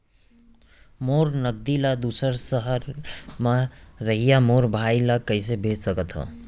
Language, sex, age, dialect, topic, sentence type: Chhattisgarhi, male, 25-30, Central, banking, question